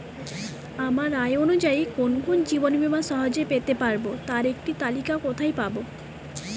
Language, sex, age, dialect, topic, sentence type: Bengali, female, 18-24, Jharkhandi, banking, question